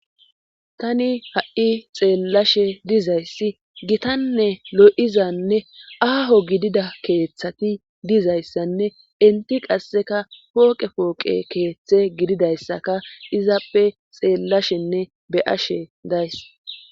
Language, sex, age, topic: Gamo, female, 25-35, government